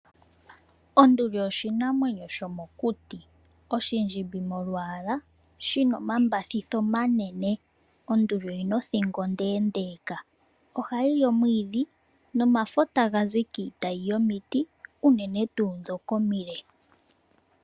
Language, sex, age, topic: Oshiwambo, female, 18-24, agriculture